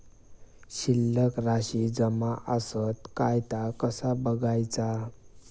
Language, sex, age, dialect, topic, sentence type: Marathi, male, 18-24, Southern Konkan, banking, question